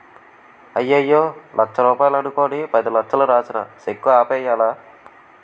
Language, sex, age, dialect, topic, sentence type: Telugu, male, 18-24, Utterandhra, banking, statement